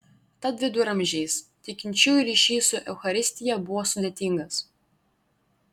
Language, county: Lithuanian, Klaipėda